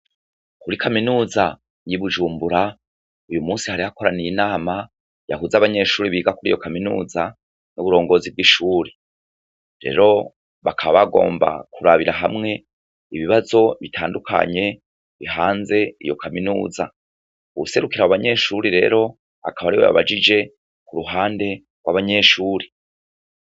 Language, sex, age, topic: Rundi, male, 36-49, education